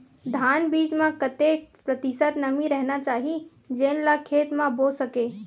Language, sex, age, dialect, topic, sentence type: Chhattisgarhi, female, 18-24, Western/Budati/Khatahi, agriculture, question